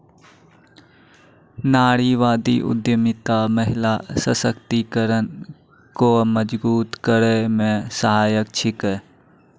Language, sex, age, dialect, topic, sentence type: Maithili, male, 18-24, Angika, banking, statement